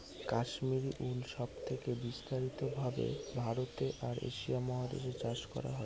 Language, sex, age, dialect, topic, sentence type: Bengali, male, 18-24, Northern/Varendri, agriculture, statement